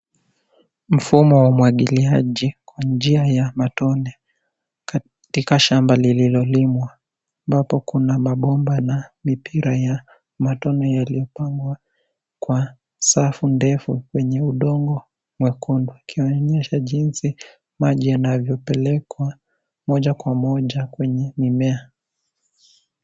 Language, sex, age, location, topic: Swahili, male, 18-24, Nairobi, agriculture